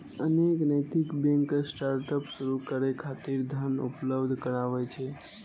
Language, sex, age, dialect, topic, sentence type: Maithili, male, 18-24, Eastern / Thethi, banking, statement